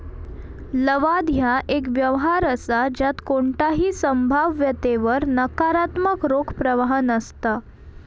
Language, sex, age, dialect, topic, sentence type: Marathi, female, 18-24, Southern Konkan, banking, statement